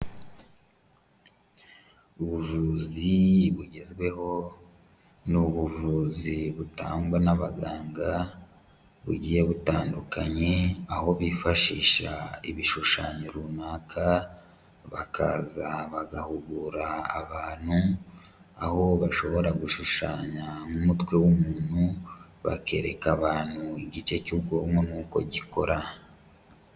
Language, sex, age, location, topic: Kinyarwanda, male, 18-24, Kigali, health